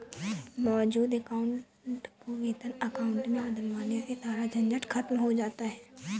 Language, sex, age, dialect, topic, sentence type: Hindi, female, 18-24, Awadhi Bundeli, banking, statement